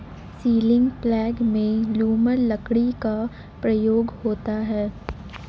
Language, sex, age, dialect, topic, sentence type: Hindi, male, 18-24, Marwari Dhudhari, agriculture, statement